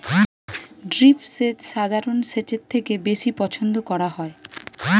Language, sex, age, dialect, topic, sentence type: Bengali, female, 36-40, Standard Colloquial, agriculture, statement